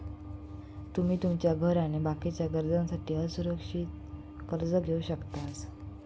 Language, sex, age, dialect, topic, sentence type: Marathi, female, 18-24, Southern Konkan, banking, statement